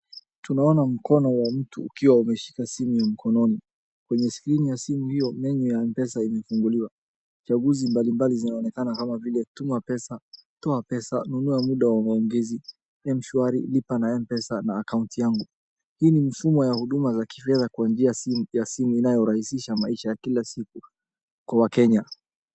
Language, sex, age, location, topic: Swahili, male, 25-35, Wajir, finance